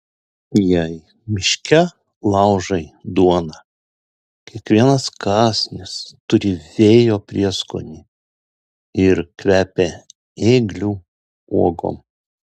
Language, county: Lithuanian, Alytus